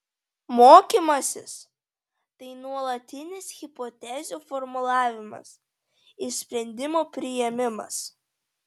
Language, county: Lithuanian, Vilnius